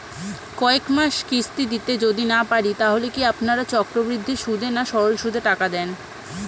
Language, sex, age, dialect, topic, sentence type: Bengali, female, 18-24, Standard Colloquial, banking, question